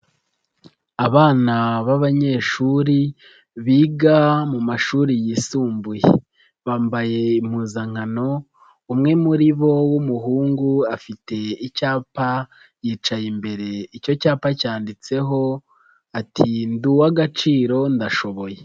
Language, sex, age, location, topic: Kinyarwanda, male, 25-35, Nyagatare, health